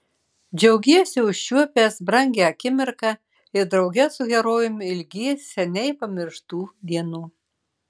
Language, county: Lithuanian, Marijampolė